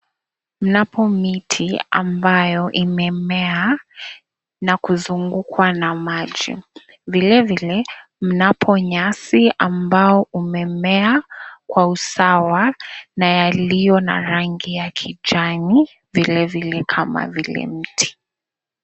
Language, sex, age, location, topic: Swahili, female, 25-35, Mombasa, agriculture